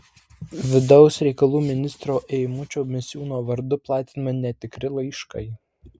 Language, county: Lithuanian, Vilnius